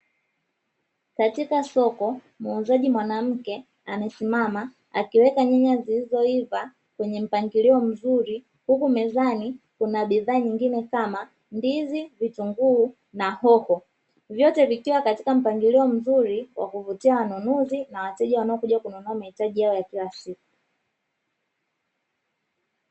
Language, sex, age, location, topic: Swahili, female, 25-35, Dar es Salaam, finance